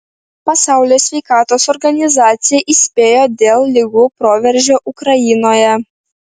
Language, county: Lithuanian, Vilnius